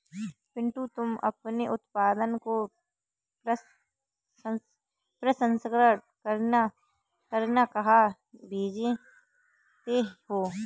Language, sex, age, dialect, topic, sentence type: Hindi, female, 18-24, Kanauji Braj Bhasha, agriculture, statement